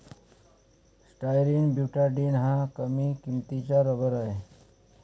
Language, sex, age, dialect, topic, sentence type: Marathi, male, 25-30, Standard Marathi, agriculture, statement